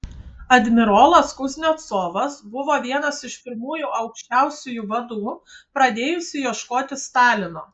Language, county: Lithuanian, Kaunas